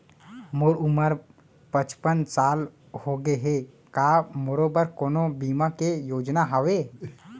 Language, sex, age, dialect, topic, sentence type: Chhattisgarhi, male, 18-24, Central, banking, question